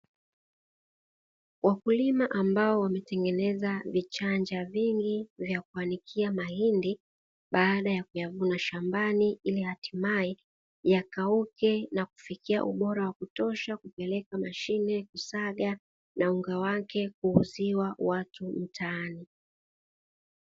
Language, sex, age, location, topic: Swahili, female, 36-49, Dar es Salaam, agriculture